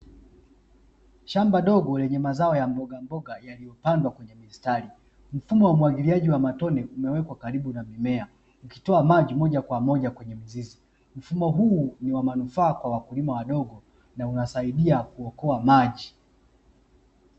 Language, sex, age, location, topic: Swahili, male, 25-35, Dar es Salaam, agriculture